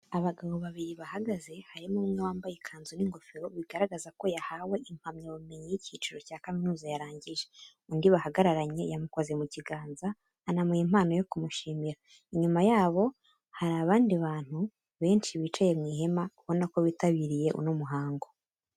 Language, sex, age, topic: Kinyarwanda, female, 18-24, education